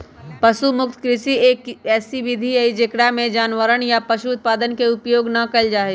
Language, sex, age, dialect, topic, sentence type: Magahi, male, 31-35, Western, agriculture, statement